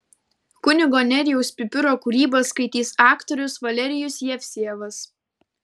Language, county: Lithuanian, Kaunas